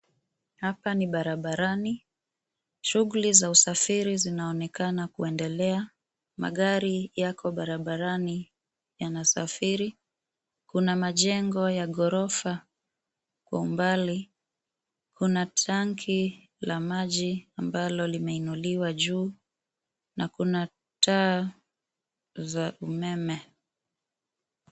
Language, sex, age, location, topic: Swahili, female, 25-35, Nairobi, government